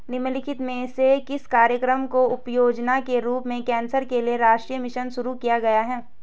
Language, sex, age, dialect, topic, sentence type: Hindi, female, 18-24, Hindustani Malvi Khadi Boli, banking, question